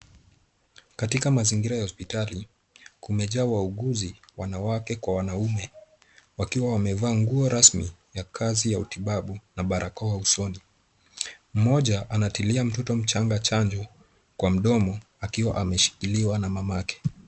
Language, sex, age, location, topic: Swahili, male, 18-24, Kisumu, health